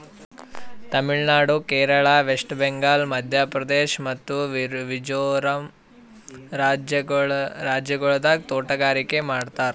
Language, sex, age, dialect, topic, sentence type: Kannada, male, 18-24, Northeastern, agriculture, statement